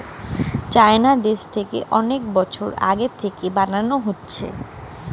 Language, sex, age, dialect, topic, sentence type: Bengali, female, 25-30, Western, agriculture, statement